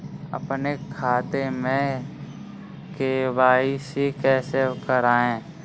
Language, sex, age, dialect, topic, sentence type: Hindi, male, 46-50, Kanauji Braj Bhasha, banking, question